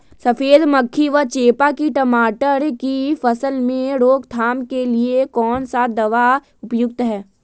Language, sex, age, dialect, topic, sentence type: Magahi, female, 18-24, Western, agriculture, question